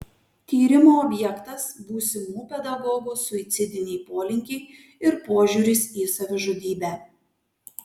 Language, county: Lithuanian, Kaunas